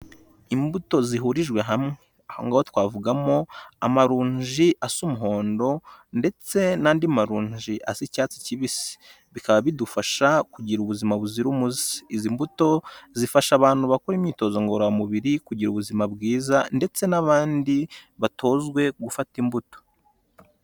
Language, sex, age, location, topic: Kinyarwanda, male, 18-24, Kigali, health